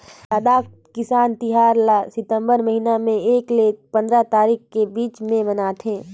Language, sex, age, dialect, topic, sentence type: Chhattisgarhi, female, 25-30, Northern/Bhandar, agriculture, statement